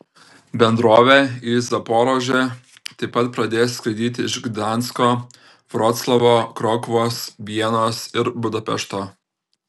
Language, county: Lithuanian, Telšiai